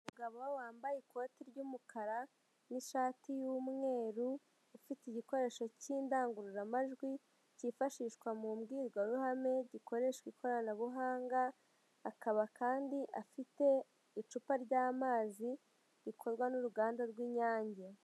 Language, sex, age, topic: Kinyarwanda, female, 50+, government